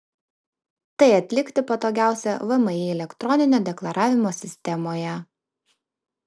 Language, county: Lithuanian, Vilnius